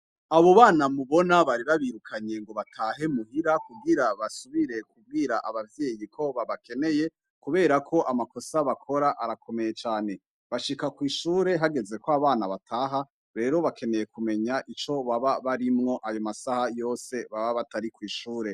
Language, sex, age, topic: Rundi, male, 25-35, education